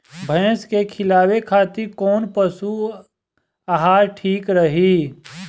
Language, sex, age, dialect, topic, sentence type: Bhojpuri, male, 25-30, Southern / Standard, agriculture, question